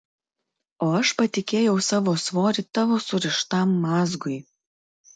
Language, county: Lithuanian, Klaipėda